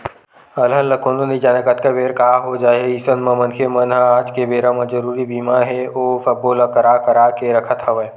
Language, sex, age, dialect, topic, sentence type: Chhattisgarhi, male, 18-24, Western/Budati/Khatahi, banking, statement